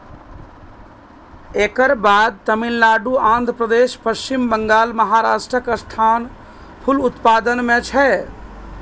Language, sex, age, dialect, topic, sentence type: Maithili, male, 31-35, Eastern / Thethi, agriculture, statement